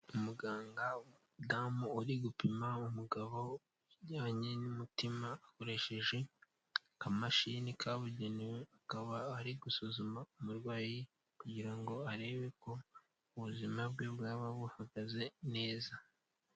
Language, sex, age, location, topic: Kinyarwanda, male, 18-24, Kigali, health